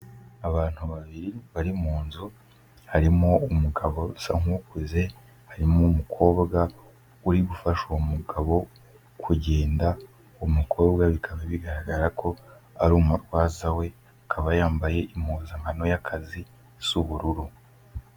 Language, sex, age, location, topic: Kinyarwanda, male, 18-24, Kigali, health